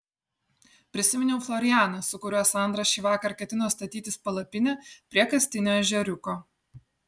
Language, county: Lithuanian, Kaunas